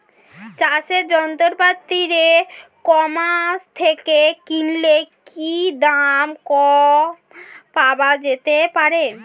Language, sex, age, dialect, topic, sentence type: Bengali, female, <18, Standard Colloquial, agriculture, question